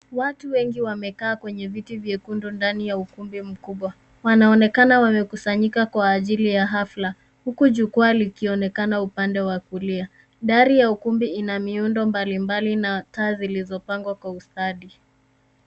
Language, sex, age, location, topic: Swahili, female, 18-24, Nairobi, education